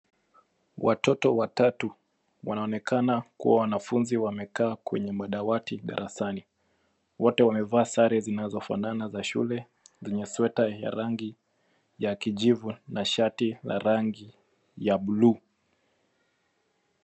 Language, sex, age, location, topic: Swahili, male, 25-35, Nairobi, education